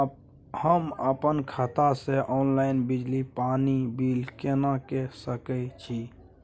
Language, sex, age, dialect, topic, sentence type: Maithili, male, 18-24, Bajjika, banking, question